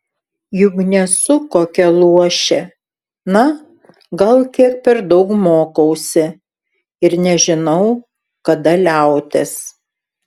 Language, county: Lithuanian, Šiauliai